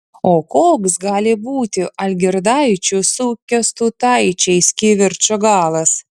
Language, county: Lithuanian, Vilnius